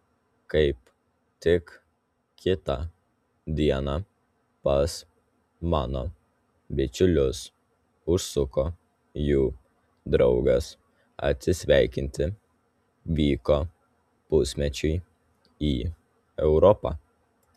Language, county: Lithuanian, Telšiai